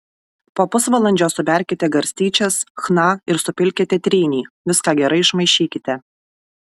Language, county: Lithuanian, Alytus